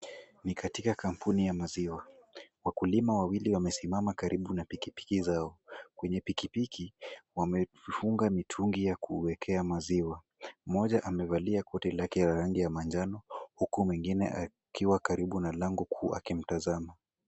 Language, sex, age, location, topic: Swahili, male, 18-24, Kisumu, agriculture